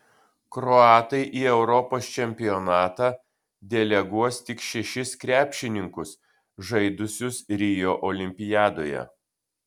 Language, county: Lithuanian, Kaunas